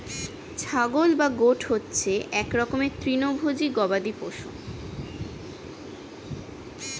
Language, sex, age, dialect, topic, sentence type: Bengali, female, 41-45, Standard Colloquial, agriculture, statement